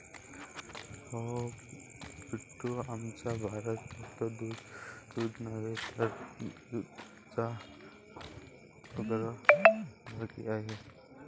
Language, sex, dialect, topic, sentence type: Marathi, male, Varhadi, agriculture, statement